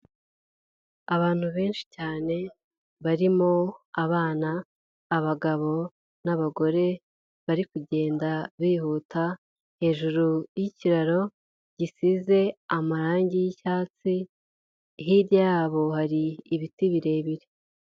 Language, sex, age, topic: Kinyarwanda, female, 18-24, government